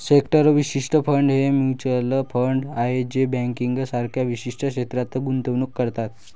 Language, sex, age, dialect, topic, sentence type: Marathi, male, 51-55, Varhadi, banking, statement